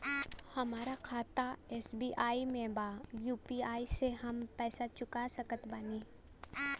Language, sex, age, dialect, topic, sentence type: Bhojpuri, female, 18-24, Western, banking, question